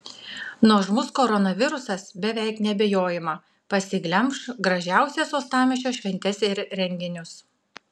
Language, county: Lithuanian, Klaipėda